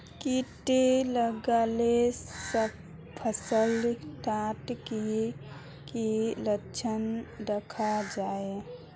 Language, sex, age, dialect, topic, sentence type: Magahi, female, 25-30, Northeastern/Surjapuri, agriculture, question